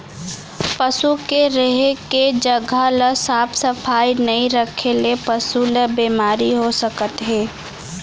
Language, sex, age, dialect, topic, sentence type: Chhattisgarhi, female, 36-40, Central, agriculture, statement